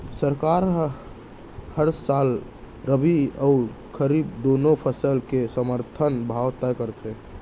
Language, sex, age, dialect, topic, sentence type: Chhattisgarhi, male, 60-100, Central, agriculture, statement